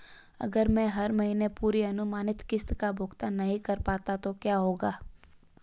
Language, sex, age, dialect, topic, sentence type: Hindi, female, 18-24, Marwari Dhudhari, banking, question